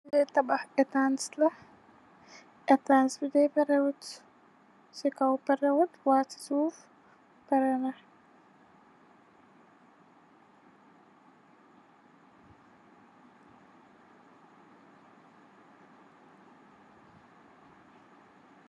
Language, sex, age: Wolof, female, 18-24